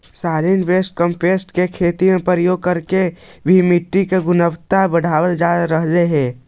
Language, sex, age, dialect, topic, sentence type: Magahi, male, 25-30, Central/Standard, agriculture, statement